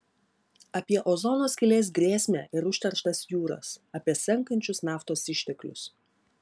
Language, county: Lithuanian, Klaipėda